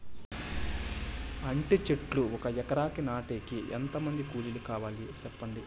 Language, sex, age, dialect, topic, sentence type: Telugu, male, 18-24, Southern, agriculture, question